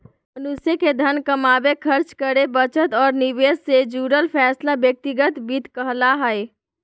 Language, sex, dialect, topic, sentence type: Magahi, female, Southern, banking, statement